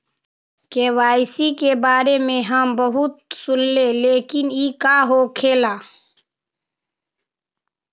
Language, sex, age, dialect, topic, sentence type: Magahi, female, 36-40, Western, banking, question